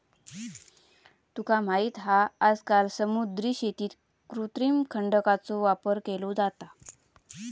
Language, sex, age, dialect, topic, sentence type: Marathi, female, 25-30, Southern Konkan, agriculture, statement